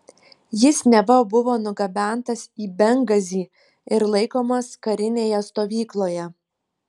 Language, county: Lithuanian, Panevėžys